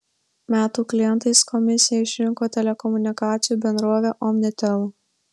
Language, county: Lithuanian, Marijampolė